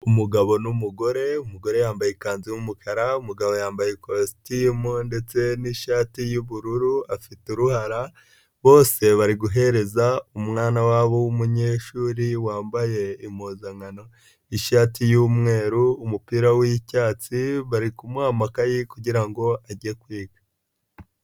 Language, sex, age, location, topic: Kinyarwanda, male, 25-35, Nyagatare, education